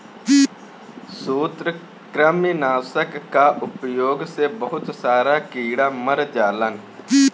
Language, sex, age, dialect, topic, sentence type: Bhojpuri, male, 18-24, Northern, agriculture, statement